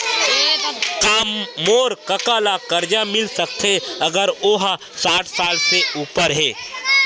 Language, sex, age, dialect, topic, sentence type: Chhattisgarhi, male, 18-24, Western/Budati/Khatahi, banking, statement